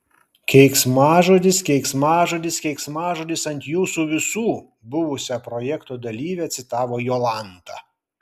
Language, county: Lithuanian, Kaunas